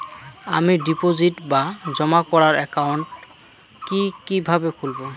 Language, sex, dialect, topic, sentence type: Bengali, male, Rajbangshi, banking, question